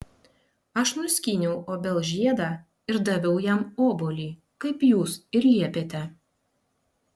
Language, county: Lithuanian, Panevėžys